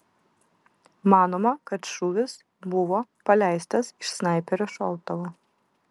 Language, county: Lithuanian, Vilnius